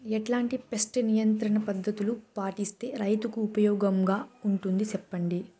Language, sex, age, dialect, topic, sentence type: Telugu, female, 56-60, Southern, agriculture, question